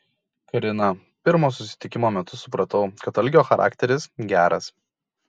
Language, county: Lithuanian, Kaunas